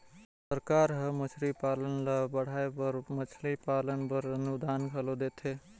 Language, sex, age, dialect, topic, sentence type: Chhattisgarhi, male, 18-24, Northern/Bhandar, agriculture, statement